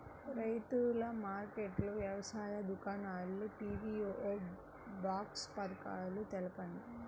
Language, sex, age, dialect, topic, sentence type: Telugu, female, 25-30, Central/Coastal, agriculture, question